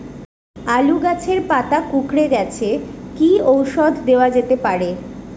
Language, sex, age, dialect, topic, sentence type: Bengali, female, 36-40, Rajbangshi, agriculture, question